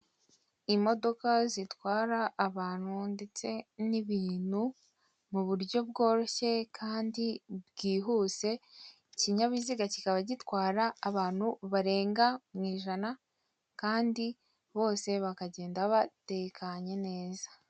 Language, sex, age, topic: Kinyarwanda, female, 18-24, government